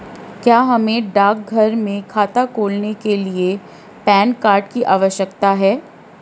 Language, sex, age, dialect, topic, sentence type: Hindi, female, 31-35, Marwari Dhudhari, banking, question